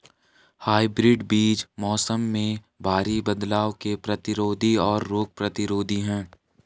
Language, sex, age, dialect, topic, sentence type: Hindi, male, 18-24, Garhwali, agriculture, statement